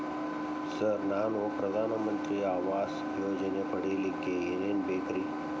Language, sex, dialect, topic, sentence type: Kannada, male, Dharwad Kannada, banking, question